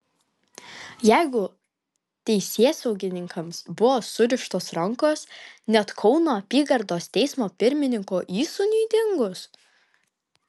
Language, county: Lithuanian, Kaunas